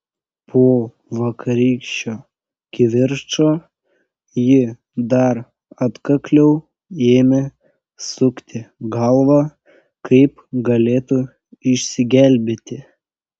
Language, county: Lithuanian, Panevėžys